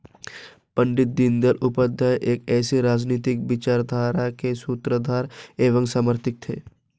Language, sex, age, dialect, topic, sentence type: Hindi, female, 18-24, Marwari Dhudhari, banking, statement